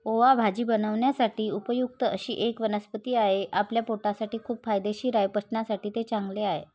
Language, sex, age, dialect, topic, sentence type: Marathi, female, 36-40, Varhadi, agriculture, statement